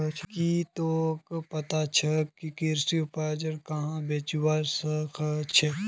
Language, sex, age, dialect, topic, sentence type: Magahi, male, 18-24, Northeastern/Surjapuri, agriculture, statement